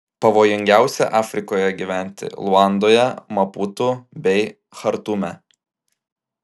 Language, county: Lithuanian, Klaipėda